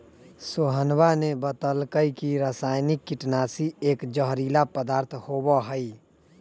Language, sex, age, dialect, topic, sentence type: Magahi, male, 25-30, Western, agriculture, statement